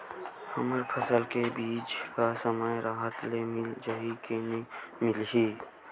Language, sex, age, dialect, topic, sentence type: Chhattisgarhi, male, 18-24, Western/Budati/Khatahi, agriculture, question